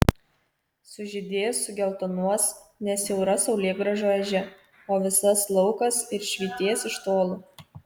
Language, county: Lithuanian, Kaunas